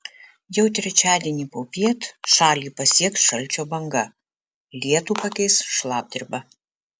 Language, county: Lithuanian, Alytus